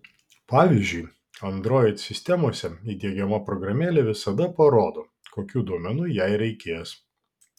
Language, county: Lithuanian, Vilnius